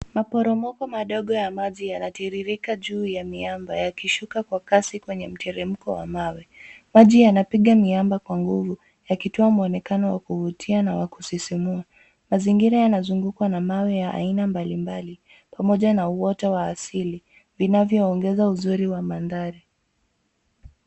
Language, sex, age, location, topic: Swahili, female, 18-24, Nairobi, government